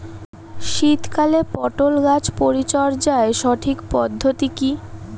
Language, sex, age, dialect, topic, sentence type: Bengali, female, 31-35, Rajbangshi, agriculture, question